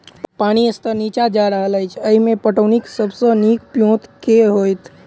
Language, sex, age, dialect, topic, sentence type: Maithili, male, 18-24, Southern/Standard, agriculture, question